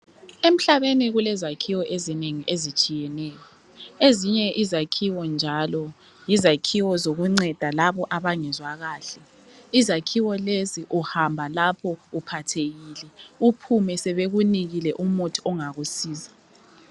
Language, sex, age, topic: North Ndebele, female, 25-35, health